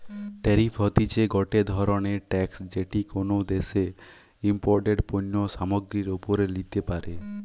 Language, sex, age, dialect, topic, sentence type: Bengali, male, 18-24, Western, banking, statement